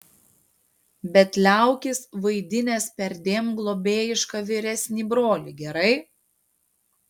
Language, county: Lithuanian, Panevėžys